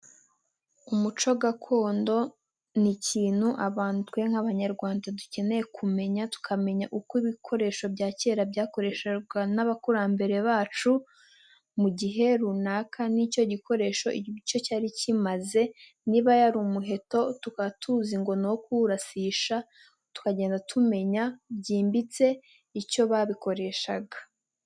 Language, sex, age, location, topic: Kinyarwanda, female, 18-24, Nyagatare, government